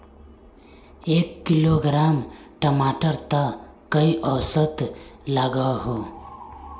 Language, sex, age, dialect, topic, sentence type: Magahi, male, 18-24, Northeastern/Surjapuri, agriculture, question